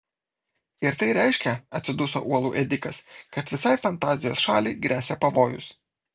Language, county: Lithuanian, Vilnius